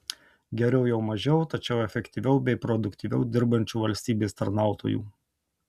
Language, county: Lithuanian, Tauragė